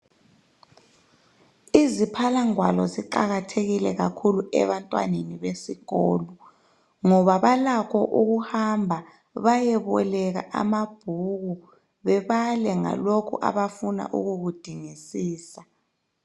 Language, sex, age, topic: North Ndebele, male, 25-35, education